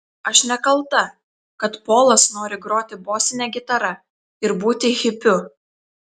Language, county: Lithuanian, Telšiai